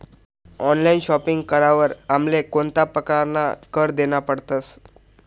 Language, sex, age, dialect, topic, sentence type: Marathi, male, 18-24, Northern Konkan, banking, statement